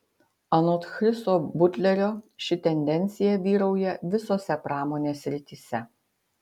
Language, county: Lithuanian, Utena